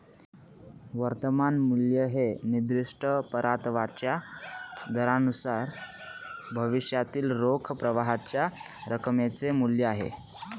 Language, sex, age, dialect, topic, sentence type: Marathi, male, 18-24, Northern Konkan, banking, statement